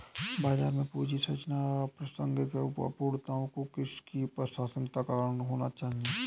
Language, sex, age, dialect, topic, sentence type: Hindi, male, 18-24, Awadhi Bundeli, banking, statement